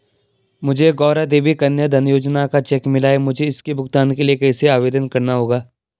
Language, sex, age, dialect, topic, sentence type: Hindi, male, 18-24, Garhwali, banking, question